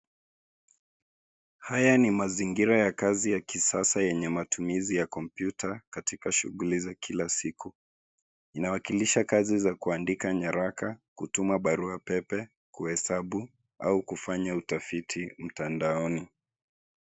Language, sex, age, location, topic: Swahili, male, 25-35, Nairobi, health